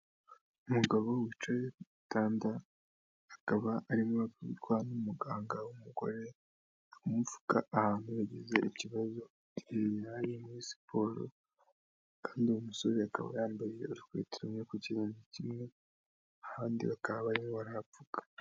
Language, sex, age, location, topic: Kinyarwanda, female, 18-24, Kigali, health